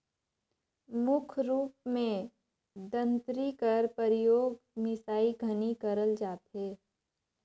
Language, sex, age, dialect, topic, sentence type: Chhattisgarhi, female, 25-30, Northern/Bhandar, agriculture, statement